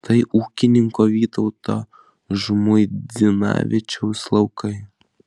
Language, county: Lithuanian, Vilnius